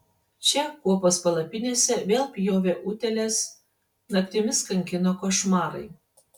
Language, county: Lithuanian, Panevėžys